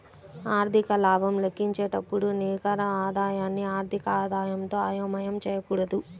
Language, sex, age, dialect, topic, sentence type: Telugu, female, 31-35, Central/Coastal, banking, statement